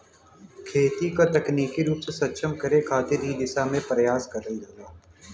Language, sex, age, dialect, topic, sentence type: Bhojpuri, male, 18-24, Western, agriculture, statement